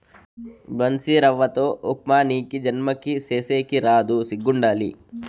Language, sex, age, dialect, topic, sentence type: Telugu, male, 25-30, Southern, agriculture, statement